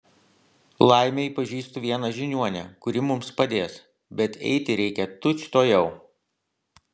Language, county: Lithuanian, Vilnius